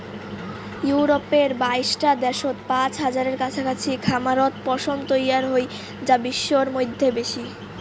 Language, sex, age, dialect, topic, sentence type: Bengali, female, <18, Rajbangshi, agriculture, statement